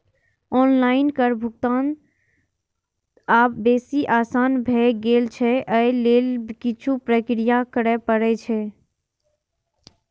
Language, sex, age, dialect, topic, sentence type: Maithili, female, 41-45, Eastern / Thethi, banking, statement